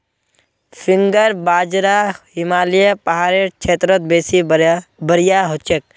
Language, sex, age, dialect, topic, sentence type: Magahi, male, 18-24, Northeastern/Surjapuri, agriculture, statement